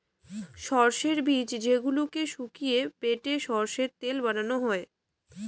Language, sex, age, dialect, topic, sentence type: Bengali, female, 18-24, Rajbangshi, agriculture, statement